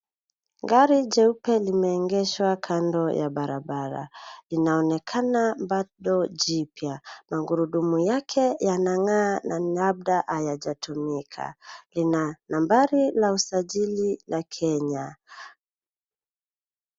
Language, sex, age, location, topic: Swahili, female, 18-24, Nairobi, finance